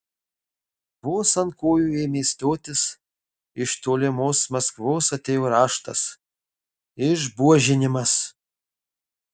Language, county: Lithuanian, Marijampolė